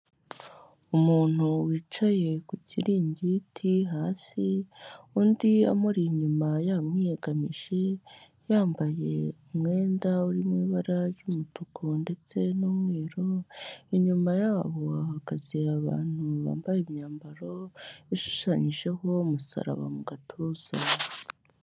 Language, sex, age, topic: Kinyarwanda, female, 18-24, health